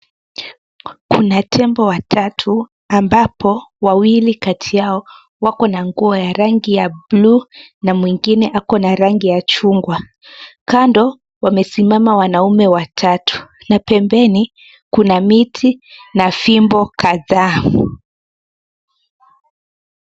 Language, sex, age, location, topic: Swahili, female, 18-24, Nairobi, government